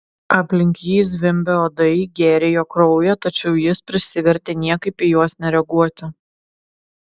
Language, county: Lithuanian, Klaipėda